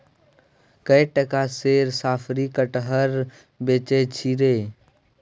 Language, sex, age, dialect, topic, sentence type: Maithili, male, 18-24, Bajjika, agriculture, statement